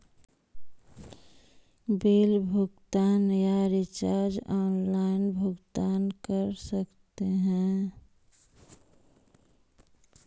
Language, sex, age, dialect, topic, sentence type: Magahi, male, 25-30, Central/Standard, banking, question